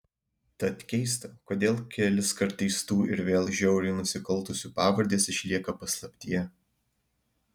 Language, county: Lithuanian, Alytus